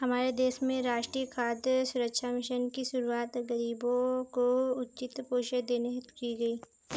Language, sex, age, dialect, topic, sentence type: Hindi, female, 18-24, Marwari Dhudhari, agriculture, statement